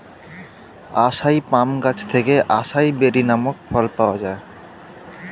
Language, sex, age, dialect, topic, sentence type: Bengali, male, 25-30, Standard Colloquial, agriculture, statement